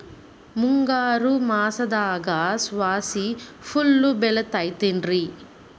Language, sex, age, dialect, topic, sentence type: Kannada, female, 18-24, Dharwad Kannada, agriculture, question